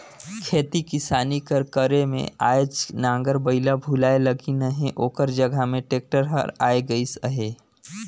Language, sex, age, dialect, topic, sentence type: Chhattisgarhi, male, 25-30, Northern/Bhandar, agriculture, statement